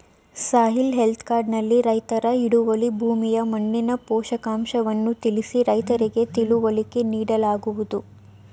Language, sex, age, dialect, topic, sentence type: Kannada, female, 18-24, Mysore Kannada, agriculture, statement